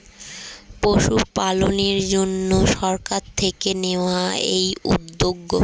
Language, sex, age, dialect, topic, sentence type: Bengali, female, 36-40, Standard Colloquial, agriculture, statement